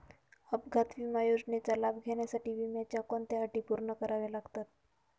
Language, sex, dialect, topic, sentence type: Marathi, female, Northern Konkan, banking, question